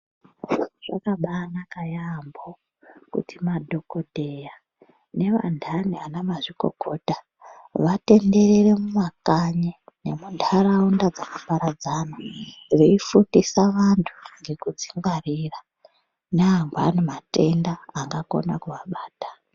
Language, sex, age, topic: Ndau, female, 36-49, health